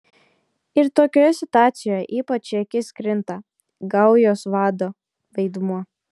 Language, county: Lithuanian, Telšiai